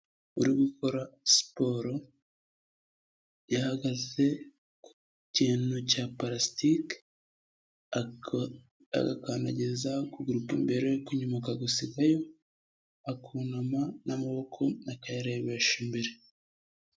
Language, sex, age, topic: Kinyarwanda, male, 25-35, health